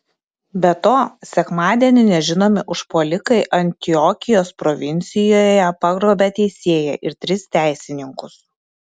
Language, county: Lithuanian, Klaipėda